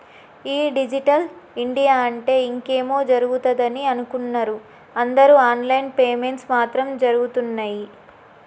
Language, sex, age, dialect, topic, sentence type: Telugu, female, 25-30, Telangana, banking, statement